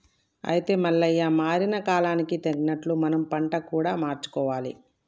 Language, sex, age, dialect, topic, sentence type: Telugu, female, 25-30, Telangana, agriculture, statement